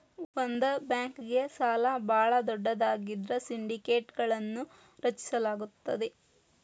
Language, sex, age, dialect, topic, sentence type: Kannada, female, 36-40, Dharwad Kannada, banking, statement